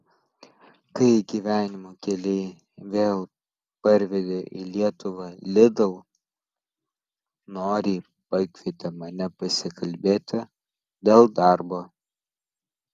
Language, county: Lithuanian, Vilnius